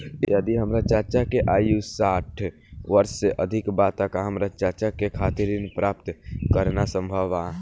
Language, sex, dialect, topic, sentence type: Bhojpuri, male, Southern / Standard, banking, statement